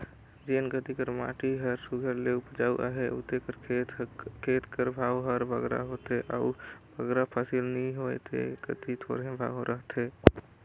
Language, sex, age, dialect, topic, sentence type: Chhattisgarhi, male, 18-24, Northern/Bhandar, agriculture, statement